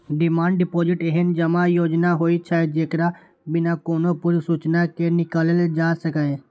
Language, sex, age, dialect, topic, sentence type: Maithili, male, 18-24, Eastern / Thethi, banking, statement